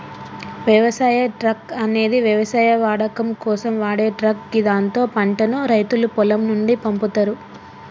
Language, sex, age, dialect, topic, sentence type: Telugu, female, 25-30, Telangana, agriculture, statement